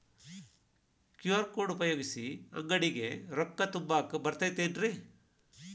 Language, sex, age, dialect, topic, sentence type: Kannada, male, 51-55, Dharwad Kannada, banking, question